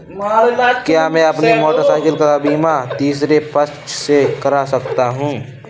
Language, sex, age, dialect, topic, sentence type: Hindi, male, 18-24, Awadhi Bundeli, banking, question